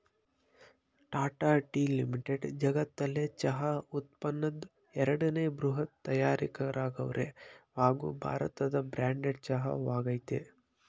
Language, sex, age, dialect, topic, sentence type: Kannada, male, 25-30, Mysore Kannada, agriculture, statement